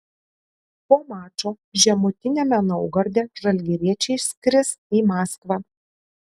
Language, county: Lithuanian, Kaunas